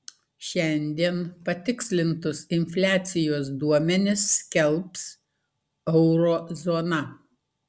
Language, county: Lithuanian, Klaipėda